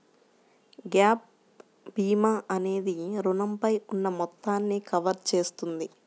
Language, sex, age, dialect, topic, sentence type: Telugu, male, 31-35, Central/Coastal, banking, statement